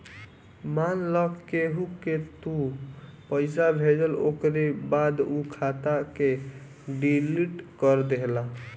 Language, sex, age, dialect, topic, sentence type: Bhojpuri, male, 18-24, Northern, banking, statement